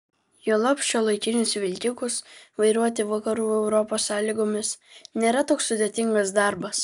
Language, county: Lithuanian, Vilnius